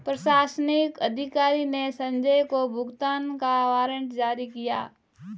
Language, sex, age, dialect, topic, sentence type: Hindi, female, 18-24, Marwari Dhudhari, banking, statement